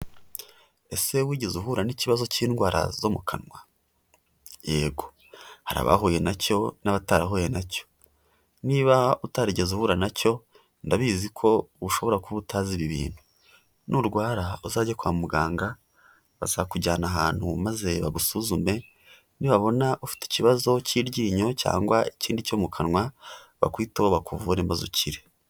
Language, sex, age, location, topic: Kinyarwanda, male, 18-24, Huye, health